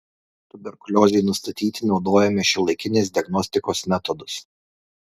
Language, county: Lithuanian, Kaunas